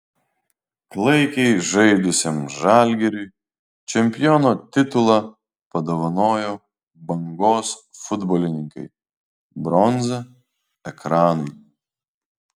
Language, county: Lithuanian, Vilnius